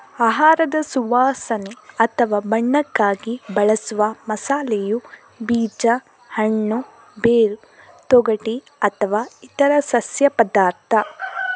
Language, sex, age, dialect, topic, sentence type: Kannada, female, 18-24, Coastal/Dakshin, agriculture, statement